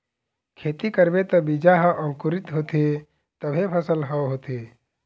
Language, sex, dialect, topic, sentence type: Chhattisgarhi, male, Eastern, agriculture, statement